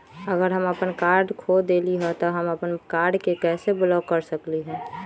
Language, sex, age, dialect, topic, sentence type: Magahi, female, 18-24, Western, banking, question